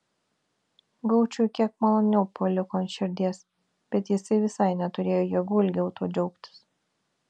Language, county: Lithuanian, Vilnius